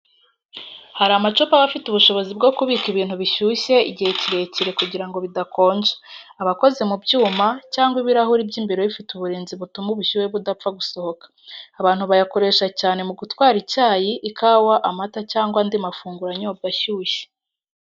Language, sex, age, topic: Kinyarwanda, female, 18-24, education